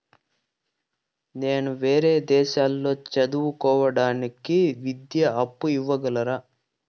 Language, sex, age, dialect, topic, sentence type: Telugu, male, 41-45, Southern, banking, question